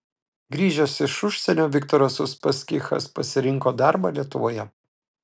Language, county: Lithuanian, Telšiai